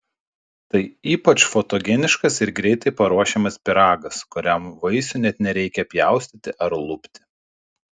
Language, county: Lithuanian, Panevėžys